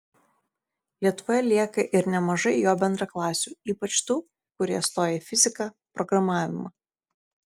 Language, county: Lithuanian, Šiauliai